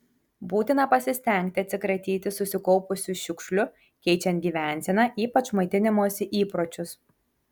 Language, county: Lithuanian, Kaunas